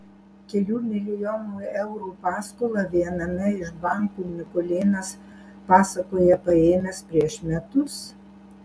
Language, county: Lithuanian, Alytus